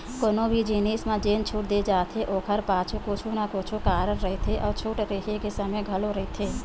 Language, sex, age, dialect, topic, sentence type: Chhattisgarhi, female, 25-30, Western/Budati/Khatahi, banking, statement